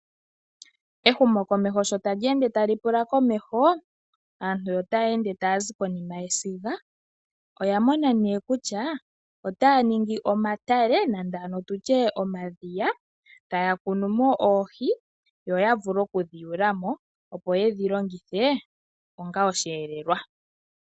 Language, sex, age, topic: Oshiwambo, female, 25-35, agriculture